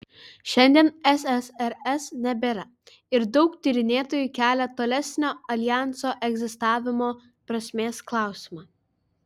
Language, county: Lithuanian, Vilnius